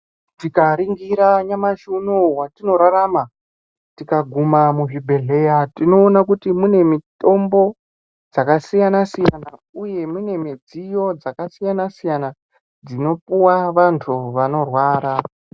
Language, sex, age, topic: Ndau, female, 25-35, health